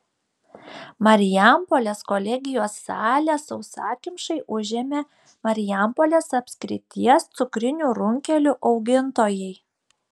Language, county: Lithuanian, Šiauliai